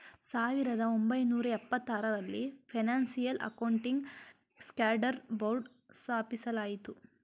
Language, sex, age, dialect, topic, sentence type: Kannada, male, 31-35, Mysore Kannada, banking, statement